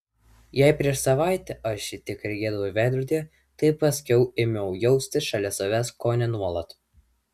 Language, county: Lithuanian, Vilnius